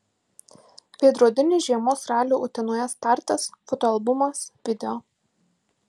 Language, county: Lithuanian, Marijampolė